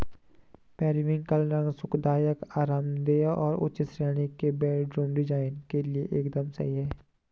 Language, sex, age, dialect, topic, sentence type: Hindi, male, 18-24, Garhwali, agriculture, statement